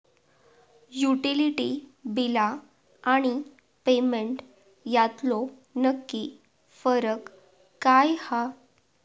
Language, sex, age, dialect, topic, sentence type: Marathi, female, 41-45, Southern Konkan, banking, question